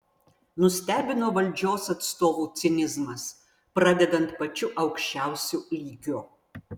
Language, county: Lithuanian, Vilnius